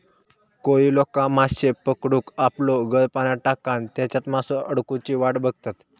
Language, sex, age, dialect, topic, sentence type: Marathi, male, 18-24, Southern Konkan, agriculture, statement